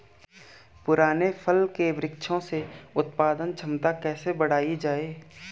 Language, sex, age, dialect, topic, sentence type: Hindi, male, 18-24, Garhwali, agriculture, question